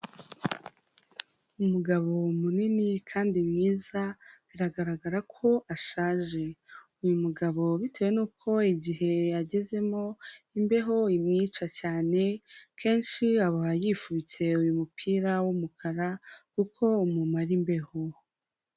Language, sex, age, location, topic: Kinyarwanda, female, 18-24, Huye, government